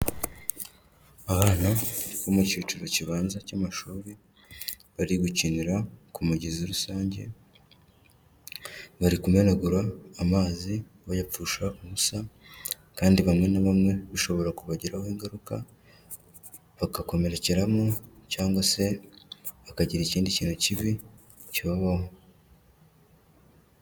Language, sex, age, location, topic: Kinyarwanda, male, 18-24, Kigali, health